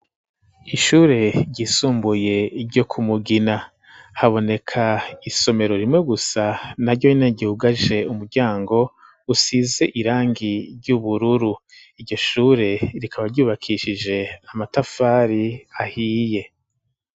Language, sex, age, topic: Rundi, male, 50+, education